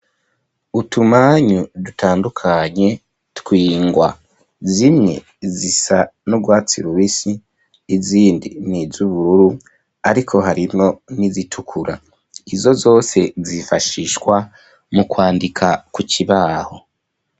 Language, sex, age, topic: Rundi, male, 25-35, education